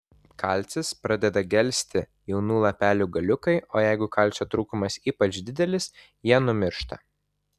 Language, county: Lithuanian, Vilnius